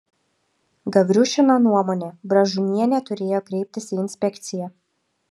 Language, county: Lithuanian, Šiauliai